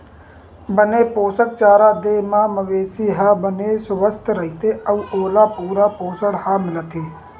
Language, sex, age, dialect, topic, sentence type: Chhattisgarhi, male, 56-60, Western/Budati/Khatahi, agriculture, statement